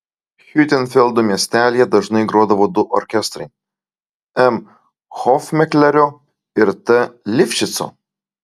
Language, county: Lithuanian, Klaipėda